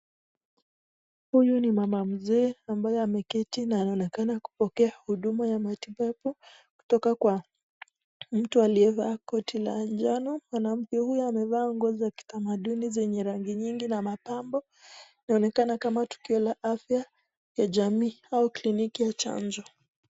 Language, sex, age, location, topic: Swahili, female, 25-35, Nakuru, health